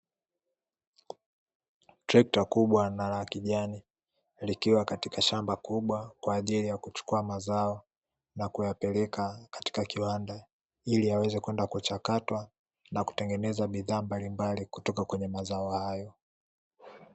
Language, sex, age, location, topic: Swahili, male, 18-24, Dar es Salaam, agriculture